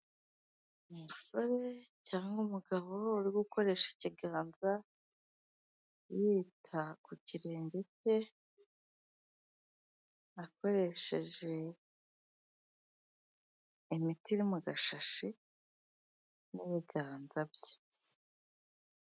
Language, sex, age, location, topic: Kinyarwanda, female, 25-35, Kigali, health